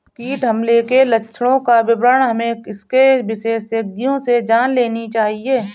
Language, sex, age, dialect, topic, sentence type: Hindi, female, 31-35, Marwari Dhudhari, agriculture, statement